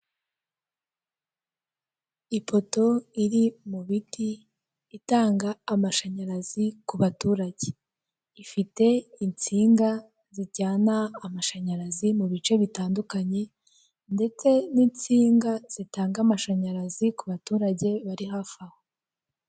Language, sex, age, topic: Kinyarwanda, female, 18-24, government